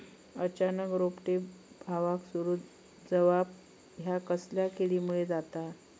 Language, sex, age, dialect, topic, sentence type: Marathi, female, 25-30, Southern Konkan, agriculture, question